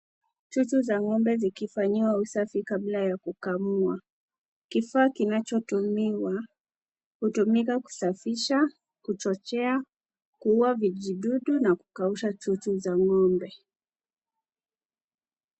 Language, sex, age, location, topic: Swahili, female, 18-24, Kisii, agriculture